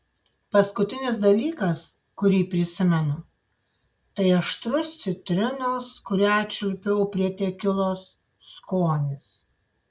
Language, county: Lithuanian, Šiauliai